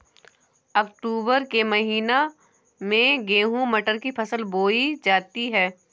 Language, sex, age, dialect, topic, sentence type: Hindi, female, 18-24, Awadhi Bundeli, agriculture, question